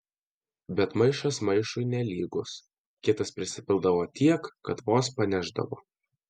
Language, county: Lithuanian, Alytus